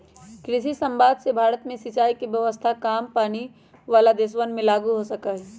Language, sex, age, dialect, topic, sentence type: Magahi, male, 18-24, Western, agriculture, statement